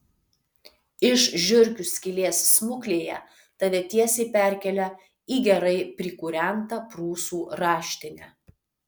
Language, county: Lithuanian, Vilnius